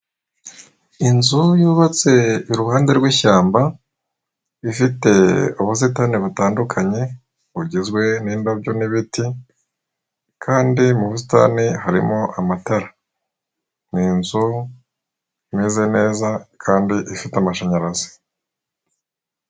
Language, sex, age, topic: Kinyarwanda, male, 25-35, government